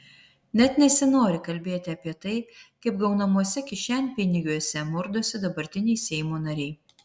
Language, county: Lithuanian, Vilnius